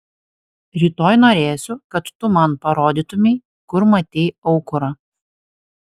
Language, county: Lithuanian, Alytus